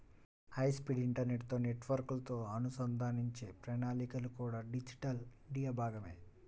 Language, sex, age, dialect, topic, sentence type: Telugu, male, 18-24, Central/Coastal, banking, statement